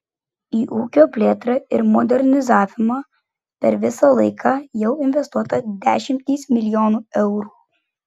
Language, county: Lithuanian, Klaipėda